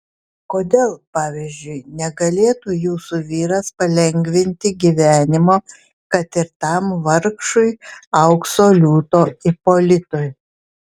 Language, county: Lithuanian, Vilnius